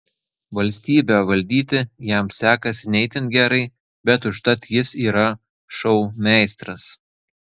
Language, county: Lithuanian, Telšiai